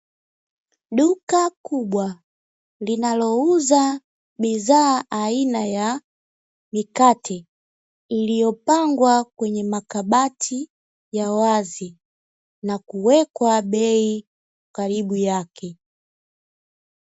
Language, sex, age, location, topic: Swahili, female, 18-24, Dar es Salaam, finance